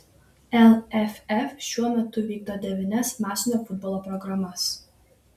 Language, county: Lithuanian, Šiauliai